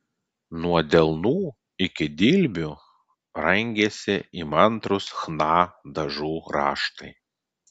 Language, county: Lithuanian, Klaipėda